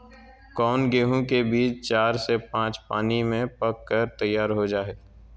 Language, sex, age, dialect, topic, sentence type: Magahi, male, 18-24, Southern, agriculture, question